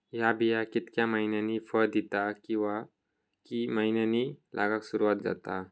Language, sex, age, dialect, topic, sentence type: Marathi, male, 25-30, Southern Konkan, agriculture, question